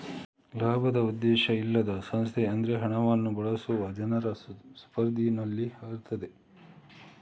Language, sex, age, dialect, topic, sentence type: Kannada, male, 25-30, Coastal/Dakshin, banking, statement